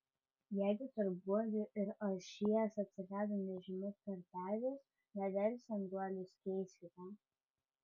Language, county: Lithuanian, Vilnius